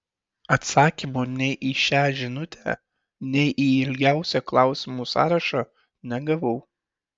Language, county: Lithuanian, Šiauliai